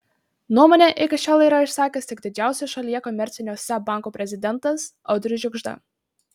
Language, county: Lithuanian, Marijampolė